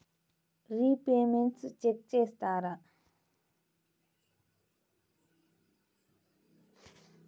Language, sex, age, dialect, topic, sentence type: Telugu, female, 18-24, Central/Coastal, banking, question